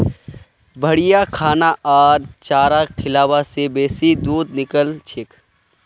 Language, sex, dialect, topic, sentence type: Magahi, male, Northeastern/Surjapuri, agriculture, statement